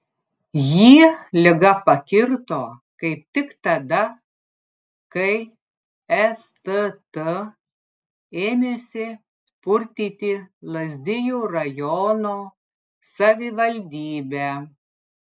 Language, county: Lithuanian, Klaipėda